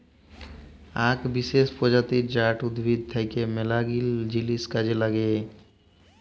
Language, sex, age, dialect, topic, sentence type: Bengali, male, 18-24, Jharkhandi, agriculture, statement